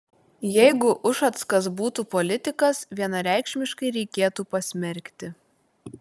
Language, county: Lithuanian, Vilnius